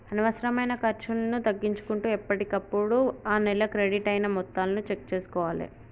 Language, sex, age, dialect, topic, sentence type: Telugu, female, 18-24, Telangana, banking, statement